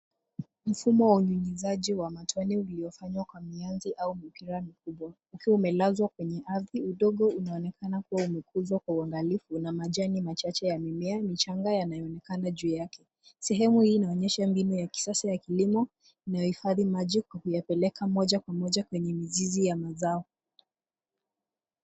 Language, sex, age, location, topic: Swahili, female, 18-24, Nairobi, agriculture